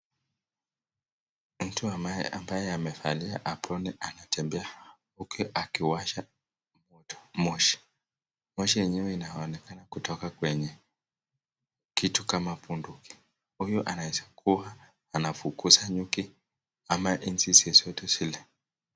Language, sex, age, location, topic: Swahili, male, 18-24, Nakuru, health